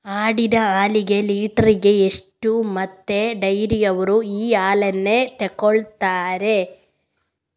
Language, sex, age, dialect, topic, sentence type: Kannada, female, 18-24, Coastal/Dakshin, agriculture, question